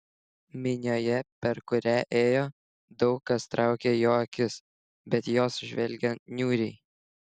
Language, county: Lithuanian, Šiauliai